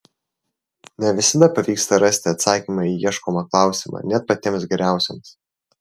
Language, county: Lithuanian, Vilnius